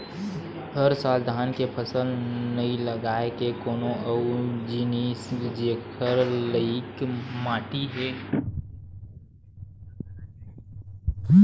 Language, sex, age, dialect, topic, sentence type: Chhattisgarhi, male, 60-100, Western/Budati/Khatahi, agriculture, statement